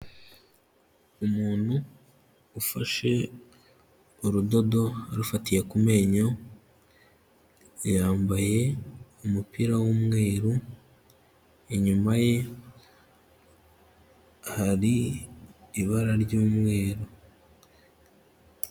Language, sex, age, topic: Kinyarwanda, male, 18-24, health